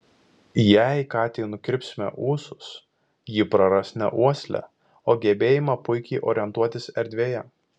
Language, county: Lithuanian, Vilnius